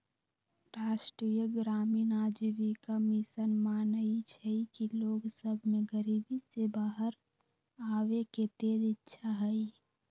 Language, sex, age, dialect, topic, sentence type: Magahi, female, 18-24, Western, banking, statement